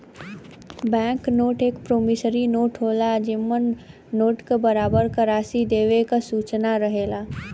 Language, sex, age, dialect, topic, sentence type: Bhojpuri, female, 18-24, Western, banking, statement